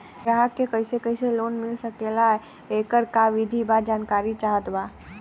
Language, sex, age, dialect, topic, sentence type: Bhojpuri, female, 18-24, Western, banking, question